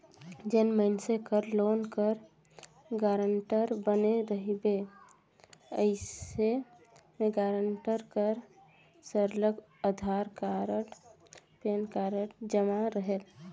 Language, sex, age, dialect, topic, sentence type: Chhattisgarhi, female, 25-30, Northern/Bhandar, banking, statement